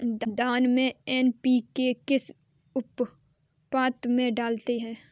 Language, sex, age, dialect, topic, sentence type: Hindi, female, 18-24, Kanauji Braj Bhasha, agriculture, question